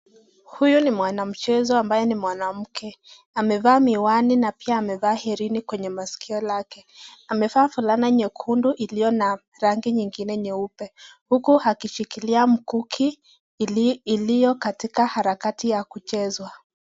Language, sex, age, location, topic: Swahili, female, 25-35, Nakuru, education